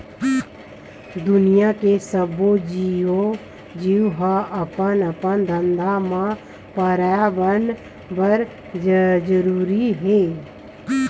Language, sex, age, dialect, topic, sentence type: Chhattisgarhi, female, 31-35, Western/Budati/Khatahi, agriculture, statement